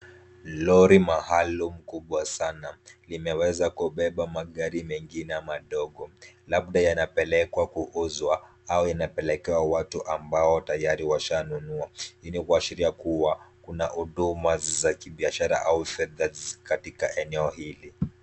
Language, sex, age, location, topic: Swahili, male, 18-24, Kisumu, finance